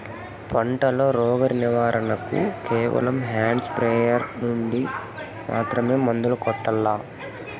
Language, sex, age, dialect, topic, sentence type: Telugu, male, 18-24, Southern, agriculture, question